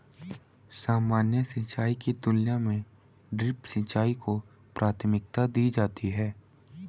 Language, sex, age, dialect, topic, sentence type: Hindi, female, 31-35, Hindustani Malvi Khadi Boli, agriculture, statement